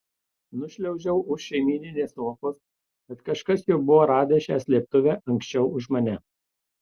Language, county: Lithuanian, Tauragė